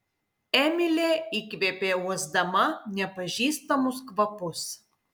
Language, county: Lithuanian, Kaunas